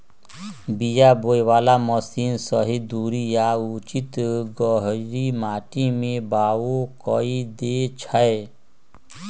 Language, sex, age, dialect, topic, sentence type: Magahi, male, 60-100, Western, agriculture, statement